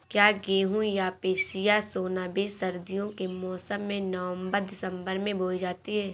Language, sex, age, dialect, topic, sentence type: Hindi, female, 18-24, Awadhi Bundeli, agriculture, question